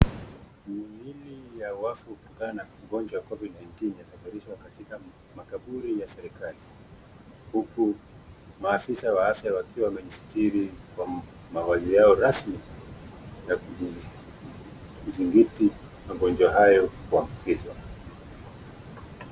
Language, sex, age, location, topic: Swahili, male, 25-35, Nakuru, health